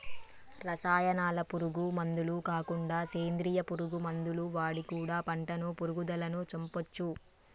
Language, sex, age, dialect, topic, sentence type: Telugu, female, 36-40, Telangana, agriculture, statement